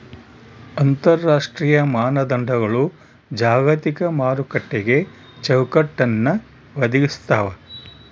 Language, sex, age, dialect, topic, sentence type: Kannada, male, 60-100, Central, banking, statement